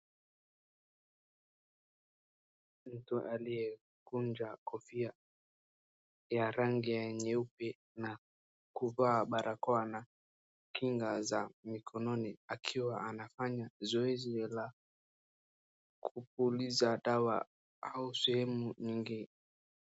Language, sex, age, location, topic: Swahili, male, 36-49, Wajir, health